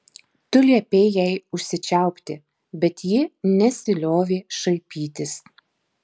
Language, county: Lithuanian, Marijampolė